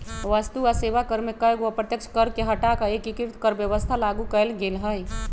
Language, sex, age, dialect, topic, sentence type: Magahi, male, 25-30, Western, banking, statement